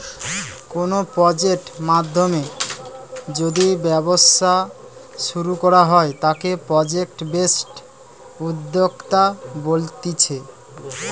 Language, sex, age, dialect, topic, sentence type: Bengali, female, 18-24, Western, banking, statement